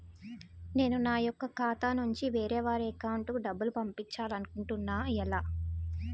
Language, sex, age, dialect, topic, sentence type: Telugu, female, 18-24, Utterandhra, banking, question